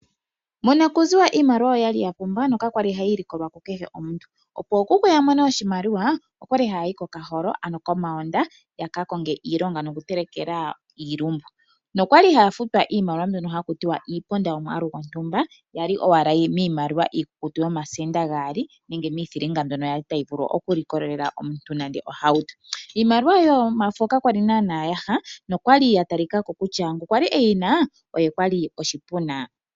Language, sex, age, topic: Oshiwambo, female, 25-35, finance